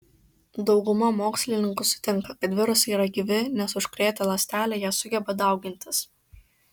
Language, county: Lithuanian, Kaunas